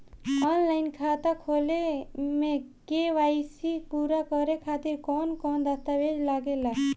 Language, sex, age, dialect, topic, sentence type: Bhojpuri, female, 18-24, Southern / Standard, banking, question